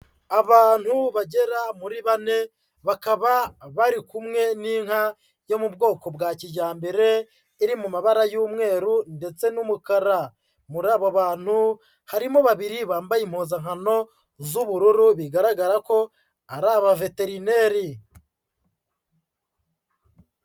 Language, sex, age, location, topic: Kinyarwanda, male, 25-35, Huye, agriculture